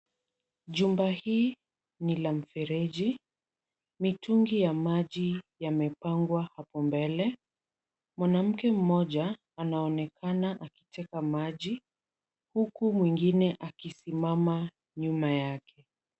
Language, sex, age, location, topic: Swahili, female, 18-24, Kisumu, health